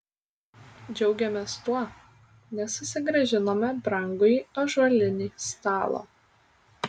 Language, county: Lithuanian, Kaunas